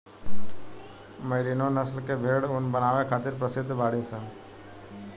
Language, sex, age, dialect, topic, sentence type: Bhojpuri, male, 18-24, Southern / Standard, agriculture, statement